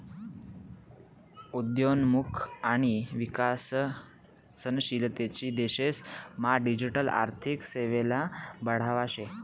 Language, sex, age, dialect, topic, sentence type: Marathi, male, 18-24, Northern Konkan, banking, statement